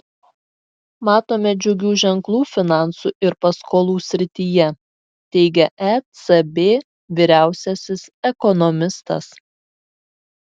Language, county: Lithuanian, Šiauliai